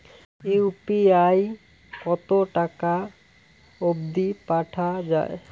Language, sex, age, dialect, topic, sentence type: Bengali, male, 18-24, Rajbangshi, banking, question